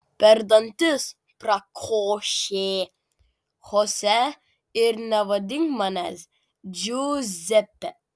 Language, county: Lithuanian, Klaipėda